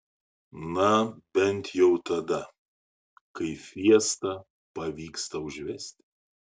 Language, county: Lithuanian, Šiauliai